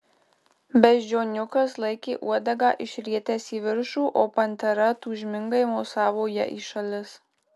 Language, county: Lithuanian, Marijampolė